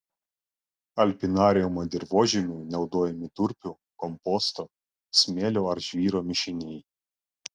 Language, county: Lithuanian, Klaipėda